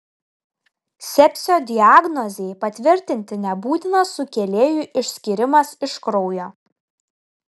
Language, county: Lithuanian, Telšiai